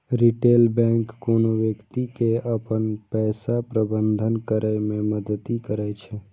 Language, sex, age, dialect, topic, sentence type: Maithili, male, 18-24, Eastern / Thethi, banking, statement